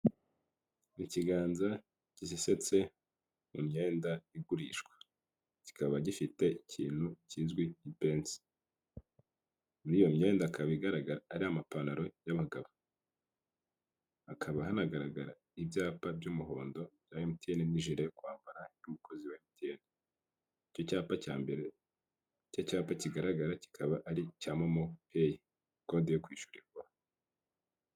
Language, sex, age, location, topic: Kinyarwanda, male, 25-35, Kigali, finance